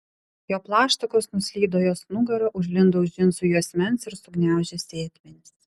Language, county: Lithuanian, Vilnius